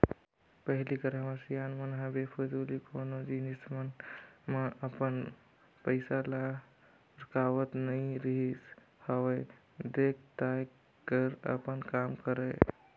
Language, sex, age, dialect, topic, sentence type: Chhattisgarhi, male, 18-24, Northern/Bhandar, banking, statement